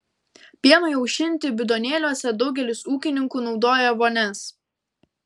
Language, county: Lithuanian, Kaunas